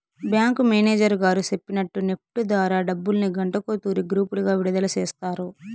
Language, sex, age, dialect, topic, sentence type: Telugu, female, 18-24, Southern, banking, statement